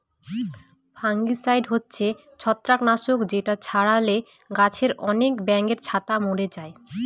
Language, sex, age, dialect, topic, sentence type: Bengali, female, 18-24, Northern/Varendri, agriculture, statement